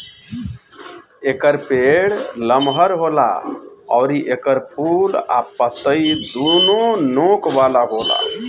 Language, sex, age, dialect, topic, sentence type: Bhojpuri, male, 41-45, Northern, agriculture, statement